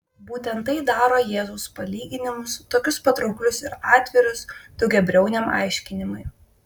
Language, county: Lithuanian, Vilnius